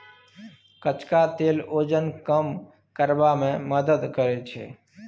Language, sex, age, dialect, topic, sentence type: Maithili, male, 36-40, Bajjika, agriculture, statement